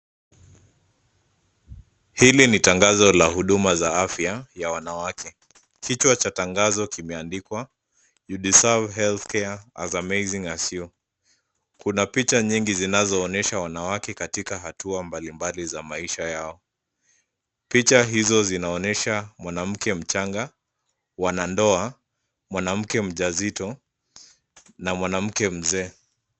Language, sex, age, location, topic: Swahili, male, 25-35, Nairobi, health